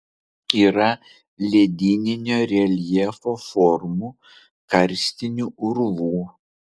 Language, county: Lithuanian, Vilnius